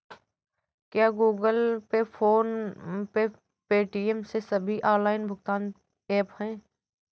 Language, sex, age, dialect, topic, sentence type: Hindi, female, 18-24, Awadhi Bundeli, banking, question